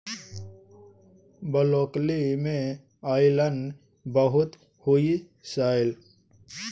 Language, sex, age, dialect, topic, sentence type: Maithili, male, 25-30, Bajjika, agriculture, statement